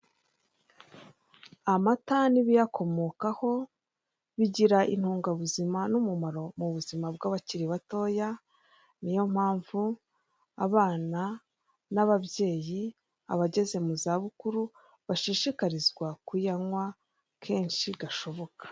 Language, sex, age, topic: Kinyarwanda, female, 36-49, finance